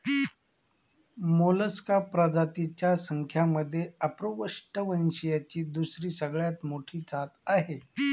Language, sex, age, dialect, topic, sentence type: Marathi, male, 41-45, Northern Konkan, agriculture, statement